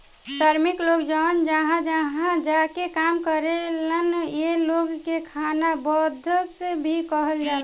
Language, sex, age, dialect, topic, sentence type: Bhojpuri, female, 18-24, Southern / Standard, agriculture, statement